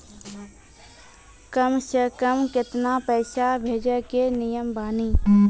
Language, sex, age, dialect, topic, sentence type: Maithili, female, 25-30, Angika, banking, question